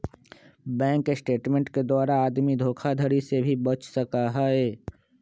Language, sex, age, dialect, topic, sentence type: Magahi, male, 25-30, Western, banking, statement